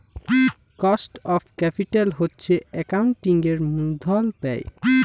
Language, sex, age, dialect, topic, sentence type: Bengali, male, 18-24, Jharkhandi, banking, statement